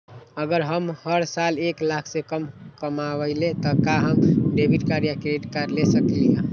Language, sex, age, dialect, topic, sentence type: Magahi, male, 18-24, Western, banking, question